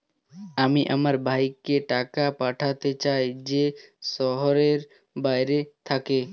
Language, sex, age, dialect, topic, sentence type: Bengali, male, 18-24, Standard Colloquial, banking, statement